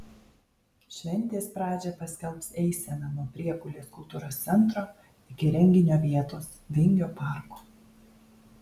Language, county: Lithuanian, Alytus